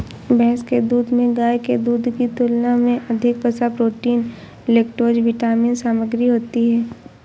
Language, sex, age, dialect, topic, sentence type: Hindi, female, 18-24, Awadhi Bundeli, agriculture, statement